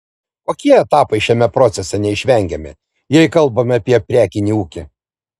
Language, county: Lithuanian, Vilnius